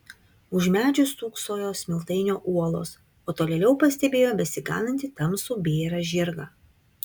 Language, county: Lithuanian, Kaunas